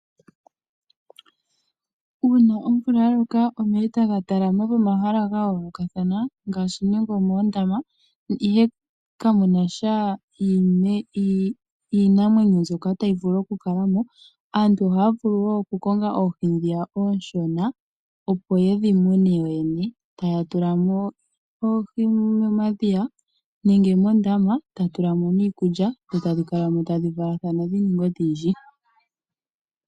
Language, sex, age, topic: Oshiwambo, female, 18-24, agriculture